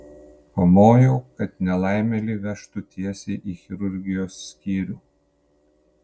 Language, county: Lithuanian, Panevėžys